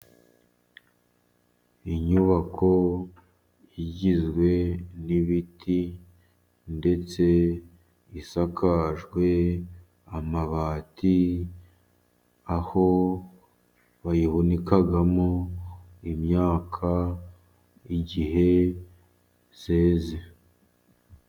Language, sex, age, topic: Kinyarwanda, male, 50+, government